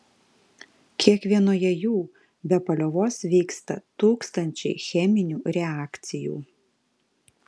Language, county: Lithuanian, Alytus